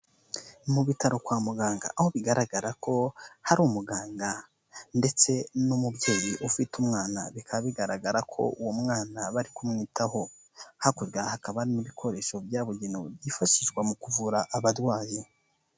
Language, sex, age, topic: Kinyarwanda, male, 25-35, health